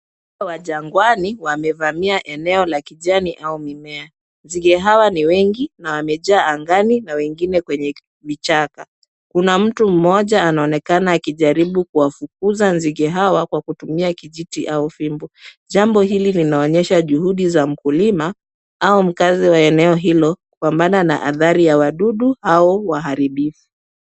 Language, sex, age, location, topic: Swahili, female, 25-35, Kisumu, health